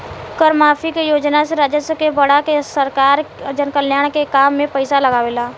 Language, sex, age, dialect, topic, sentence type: Bhojpuri, female, 18-24, Southern / Standard, banking, statement